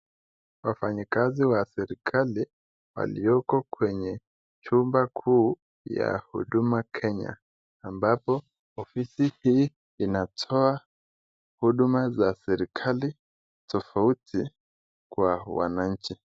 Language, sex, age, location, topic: Swahili, male, 25-35, Nakuru, government